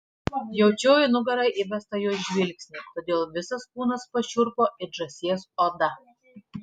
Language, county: Lithuanian, Klaipėda